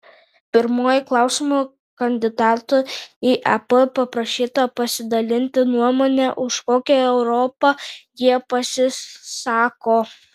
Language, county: Lithuanian, Kaunas